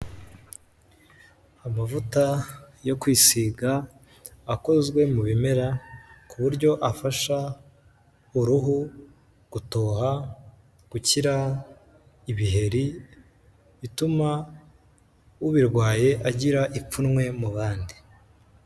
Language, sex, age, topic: Kinyarwanda, male, 18-24, health